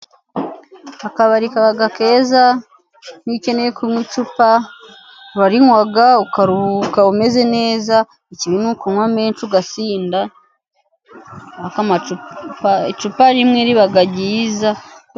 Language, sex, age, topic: Kinyarwanda, female, 25-35, finance